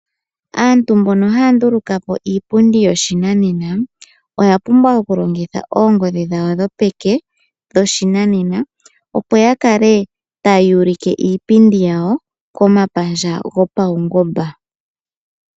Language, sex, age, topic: Oshiwambo, female, 25-35, finance